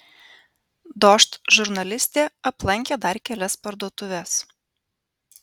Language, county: Lithuanian, Vilnius